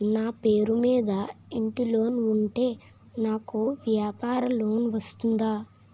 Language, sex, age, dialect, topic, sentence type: Telugu, male, 25-30, Utterandhra, banking, question